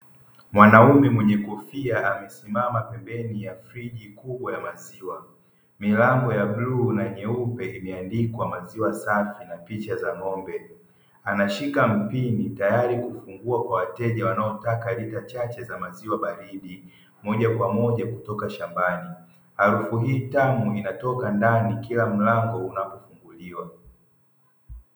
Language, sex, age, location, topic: Swahili, male, 50+, Dar es Salaam, finance